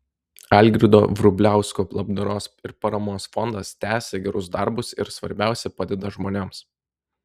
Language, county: Lithuanian, Telšiai